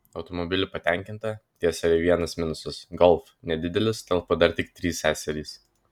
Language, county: Lithuanian, Vilnius